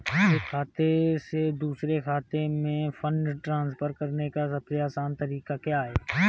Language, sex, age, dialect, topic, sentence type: Hindi, male, 25-30, Marwari Dhudhari, banking, question